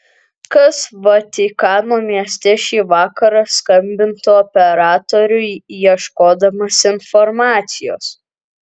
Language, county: Lithuanian, Kaunas